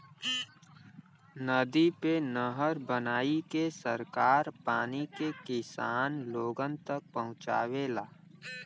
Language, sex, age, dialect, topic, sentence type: Bhojpuri, male, 18-24, Western, agriculture, statement